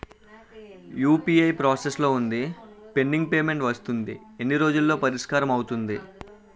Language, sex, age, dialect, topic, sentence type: Telugu, male, 18-24, Utterandhra, banking, question